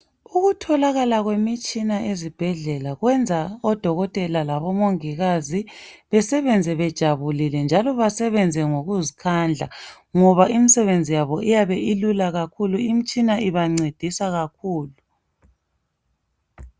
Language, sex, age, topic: North Ndebele, female, 25-35, health